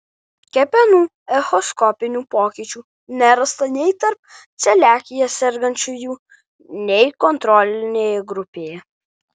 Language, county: Lithuanian, Alytus